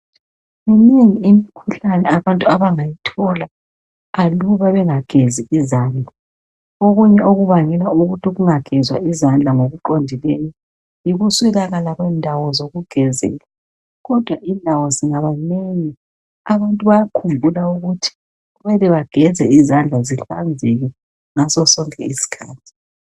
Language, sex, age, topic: North Ndebele, female, 50+, health